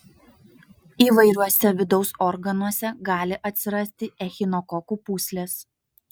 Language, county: Lithuanian, Utena